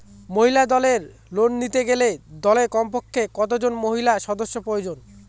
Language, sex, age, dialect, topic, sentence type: Bengali, male, <18, Northern/Varendri, banking, question